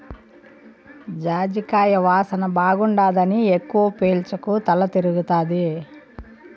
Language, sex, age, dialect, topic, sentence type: Telugu, female, 41-45, Southern, agriculture, statement